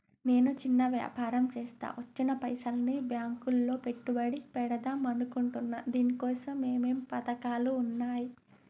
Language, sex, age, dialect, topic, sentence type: Telugu, female, 18-24, Telangana, banking, question